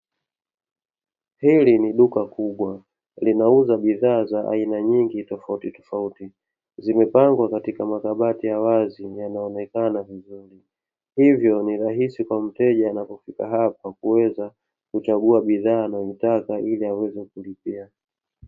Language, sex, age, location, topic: Swahili, male, 25-35, Dar es Salaam, finance